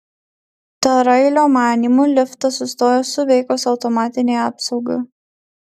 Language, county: Lithuanian, Marijampolė